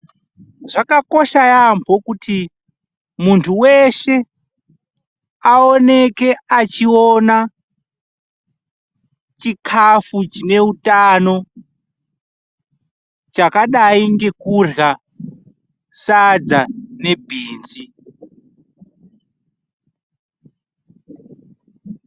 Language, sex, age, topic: Ndau, male, 25-35, health